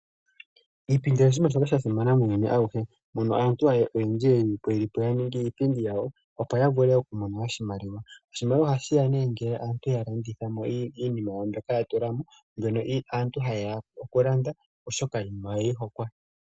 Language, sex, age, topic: Oshiwambo, male, 25-35, finance